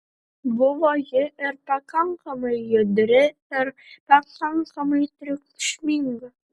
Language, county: Lithuanian, Šiauliai